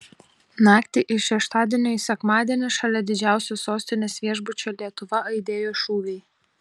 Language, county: Lithuanian, Telšiai